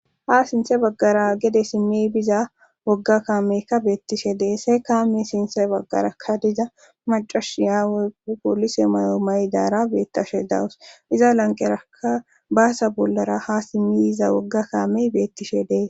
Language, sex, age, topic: Gamo, male, 18-24, government